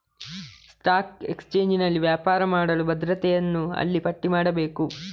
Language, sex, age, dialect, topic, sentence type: Kannada, male, 31-35, Coastal/Dakshin, banking, statement